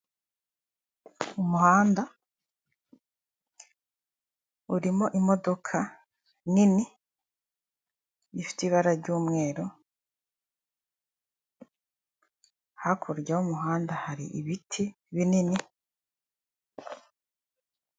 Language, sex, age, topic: Kinyarwanda, female, 25-35, government